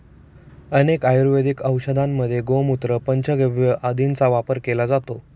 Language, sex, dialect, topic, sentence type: Marathi, male, Standard Marathi, agriculture, statement